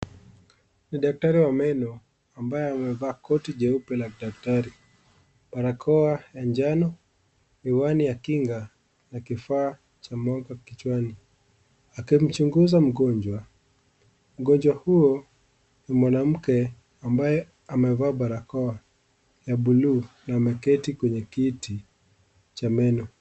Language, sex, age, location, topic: Swahili, male, 18-24, Kisii, health